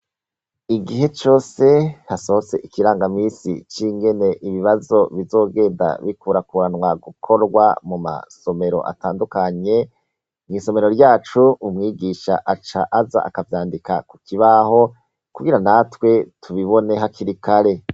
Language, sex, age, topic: Rundi, male, 36-49, education